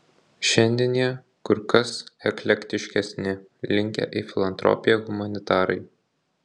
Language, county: Lithuanian, Kaunas